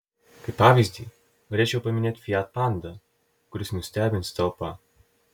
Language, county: Lithuanian, Telšiai